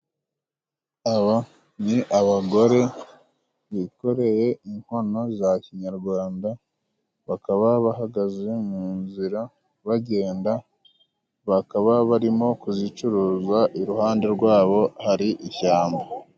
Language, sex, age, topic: Kinyarwanda, male, 25-35, government